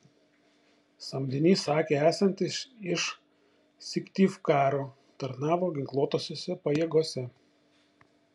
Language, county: Lithuanian, Šiauliai